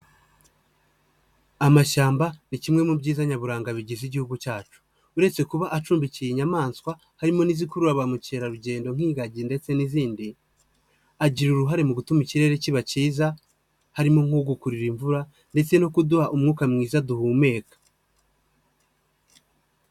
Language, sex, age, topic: Kinyarwanda, male, 25-35, agriculture